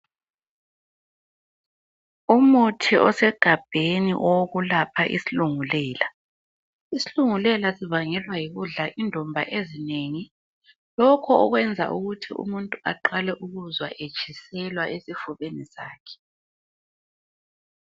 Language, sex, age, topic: North Ndebele, female, 25-35, health